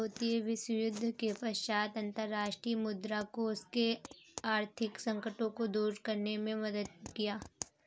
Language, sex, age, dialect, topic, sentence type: Hindi, female, 25-30, Kanauji Braj Bhasha, banking, statement